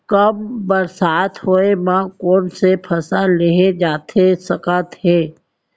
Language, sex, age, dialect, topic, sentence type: Chhattisgarhi, female, 18-24, Central, agriculture, question